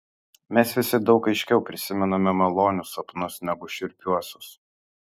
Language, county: Lithuanian, Kaunas